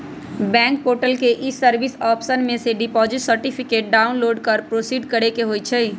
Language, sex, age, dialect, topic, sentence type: Magahi, female, 25-30, Western, banking, statement